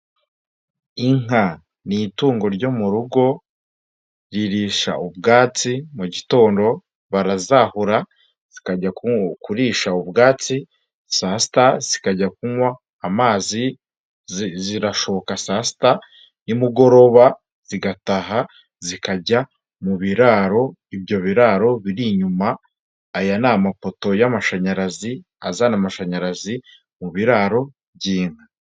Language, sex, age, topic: Kinyarwanda, male, 25-35, agriculture